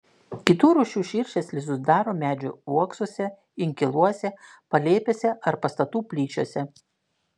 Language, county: Lithuanian, Klaipėda